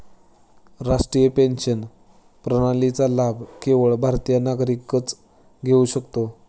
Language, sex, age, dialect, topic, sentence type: Marathi, male, 18-24, Standard Marathi, banking, statement